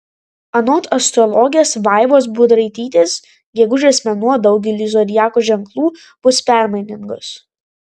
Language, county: Lithuanian, Vilnius